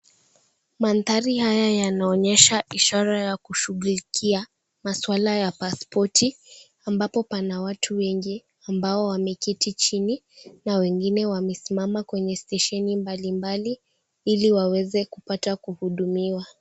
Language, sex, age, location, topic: Swahili, female, 36-49, Kisii, government